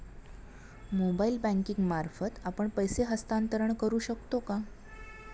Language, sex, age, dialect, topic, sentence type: Marathi, female, 31-35, Standard Marathi, banking, question